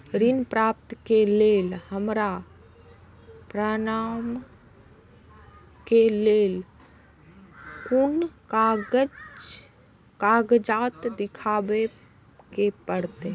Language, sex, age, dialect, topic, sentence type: Maithili, female, 25-30, Eastern / Thethi, banking, statement